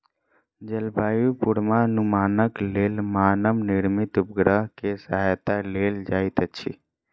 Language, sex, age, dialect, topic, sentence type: Maithili, female, 25-30, Southern/Standard, agriculture, statement